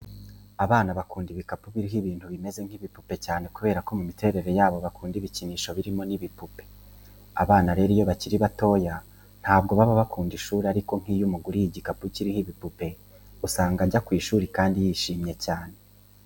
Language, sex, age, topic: Kinyarwanda, male, 25-35, education